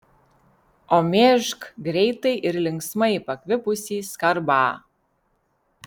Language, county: Lithuanian, Vilnius